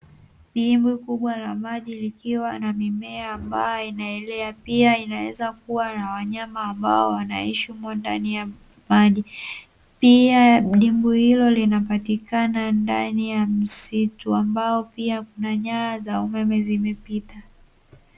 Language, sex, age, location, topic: Swahili, female, 18-24, Dar es Salaam, agriculture